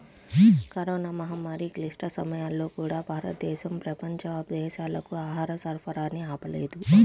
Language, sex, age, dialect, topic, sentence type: Telugu, male, 36-40, Central/Coastal, agriculture, statement